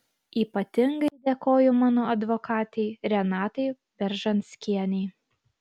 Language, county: Lithuanian, Kaunas